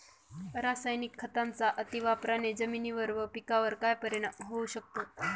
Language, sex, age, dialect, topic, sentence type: Marathi, female, 25-30, Northern Konkan, agriculture, question